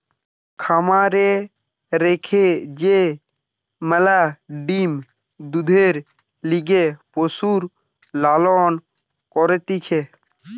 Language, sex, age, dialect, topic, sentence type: Bengali, male, 18-24, Western, agriculture, statement